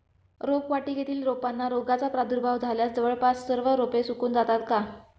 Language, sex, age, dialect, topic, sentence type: Marathi, female, 25-30, Standard Marathi, agriculture, question